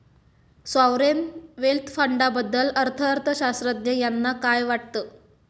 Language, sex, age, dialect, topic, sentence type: Marathi, female, 18-24, Standard Marathi, banking, statement